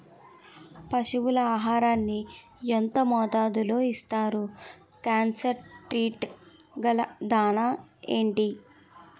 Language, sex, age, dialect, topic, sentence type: Telugu, female, 18-24, Utterandhra, agriculture, question